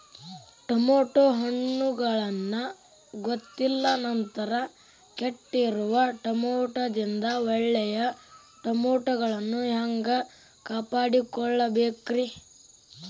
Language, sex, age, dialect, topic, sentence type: Kannada, male, 18-24, Dharwad Kannada, agriculture, question